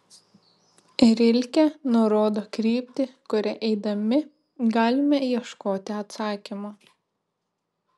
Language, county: Lithuanian, Šiauliai